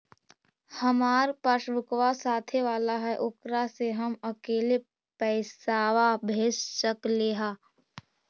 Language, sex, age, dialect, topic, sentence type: Magahi, female, 18-24, Central/Standard, banking, question